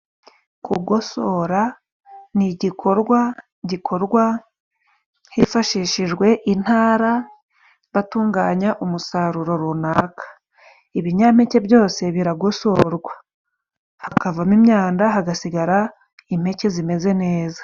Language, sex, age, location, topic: Kinyarwanda, female, 25-35, Musanze, agriculture